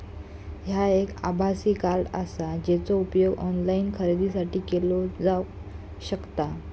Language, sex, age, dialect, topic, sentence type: Marathi, female, 18-24, Southern Konkan, banking, statement